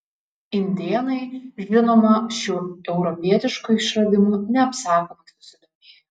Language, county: Lithuanian, Šiauliai